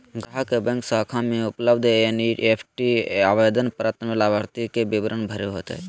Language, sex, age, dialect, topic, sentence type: Magahi, male, 18-24, Southern, banking, statement